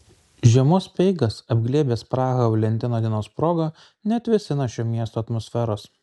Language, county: Lithuanian, Kaunas